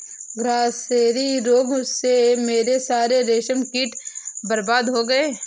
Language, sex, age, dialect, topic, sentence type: Hindi, female, 18-24, Marwari Dhudhari, agriculture, statement